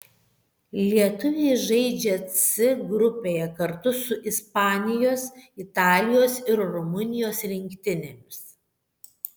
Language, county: Lithuanian, Šiauliai